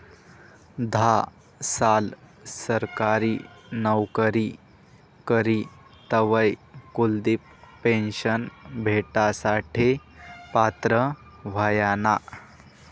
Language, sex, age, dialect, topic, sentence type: Marathi, male, 18-24, Northern Konkan, banking, statement